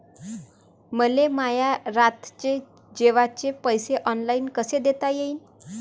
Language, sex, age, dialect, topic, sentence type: Marathi, female, 25-30, Varhadi, banking, question